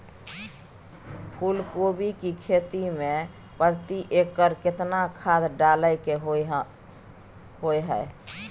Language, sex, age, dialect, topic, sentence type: Maithili, female, 31-35, Bajjika, agriculture, question